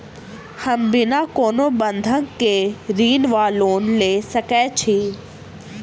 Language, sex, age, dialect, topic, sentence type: Maithili, female, 25-30, Southern/Standard, banking, question